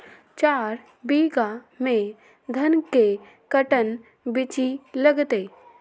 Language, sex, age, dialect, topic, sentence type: Magahi, female, 18-24, Western, agriculture, question